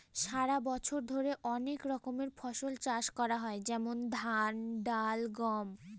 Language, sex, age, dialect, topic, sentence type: Bengali, female, <18, Northern/Varendri, agriculture, statement